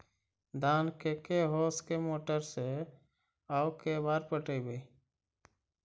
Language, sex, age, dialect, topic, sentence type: Magahi, male, 31-35, Central/Standard, agriculture, question